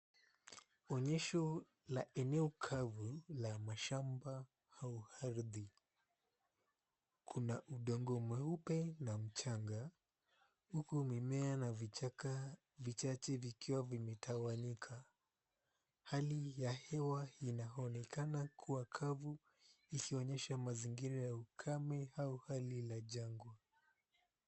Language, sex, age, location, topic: Swahili, male, 18-24, Mombasa, agriculture